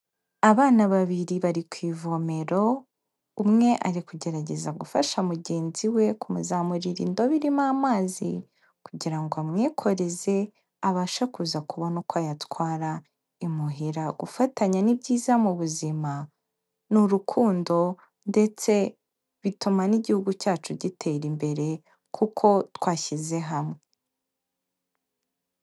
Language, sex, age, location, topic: Kinyarwanda, female, 18-24, Kigali, health